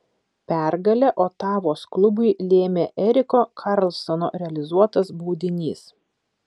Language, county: Lithuanian, Vilnius